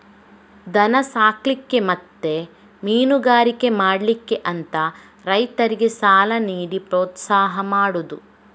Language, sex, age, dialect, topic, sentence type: Kannada, female, 18-24, Coastal/Dakshin, agriculture, statement